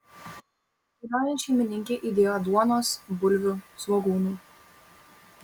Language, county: Lithuanian, Vilnius